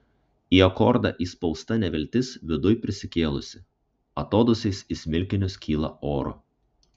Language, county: Lithuanian, Kaunas